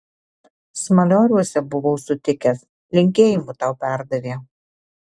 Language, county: Lithuanian, Alytus